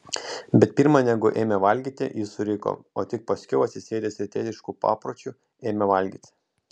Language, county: Lithuanian, Kaunas